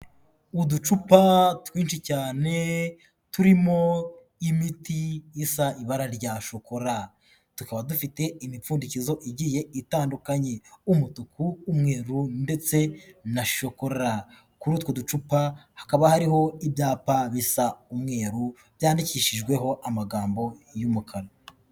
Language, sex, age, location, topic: Kinyarwanda, male, 25-35, Kigali, health